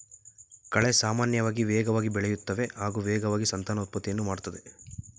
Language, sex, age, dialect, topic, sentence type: Kannada, male, 31-35, Mysore Kannada, agriculture, statement